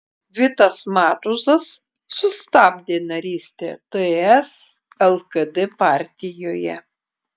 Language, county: Lithuanian, Klaipėda